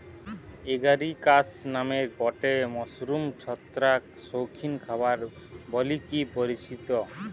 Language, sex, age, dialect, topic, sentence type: Bengali, male, 31-35, Western, agriculture, statement